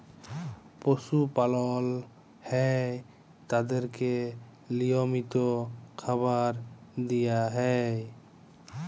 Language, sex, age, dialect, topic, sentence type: Bengali, male, 25-30, Jharkhandi, agriculture, statement